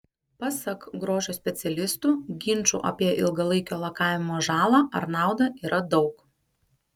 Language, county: Lithuanian, Panevėžys